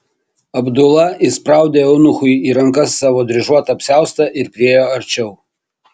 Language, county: Lithuanian, Kaunas